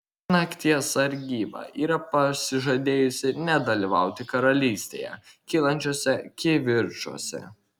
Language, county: Lithuanian, Kaunas